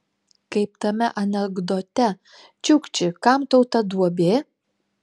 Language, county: Lithuanian, Telšiai